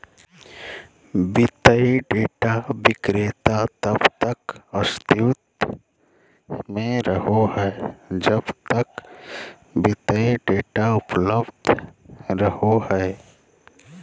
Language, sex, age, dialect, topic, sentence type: Magahi, male, 25-30, Southern, banking, statement